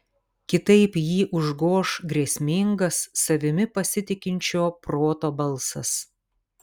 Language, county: Lithuanian, Kaunas